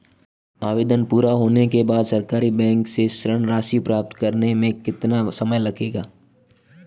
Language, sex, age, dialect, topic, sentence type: Hindi, male, 18-24, Marwari Dhudhari, banking, question